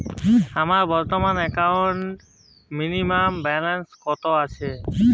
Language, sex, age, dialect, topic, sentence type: Bengali, male, 18-24, Jharkhandi, banking, statement